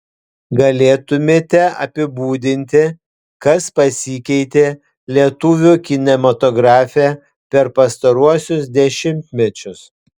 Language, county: Lithuanian, Panevėžys